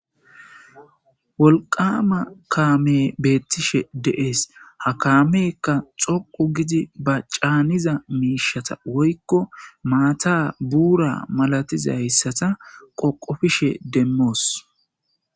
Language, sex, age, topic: Gamo, male, 18-24, government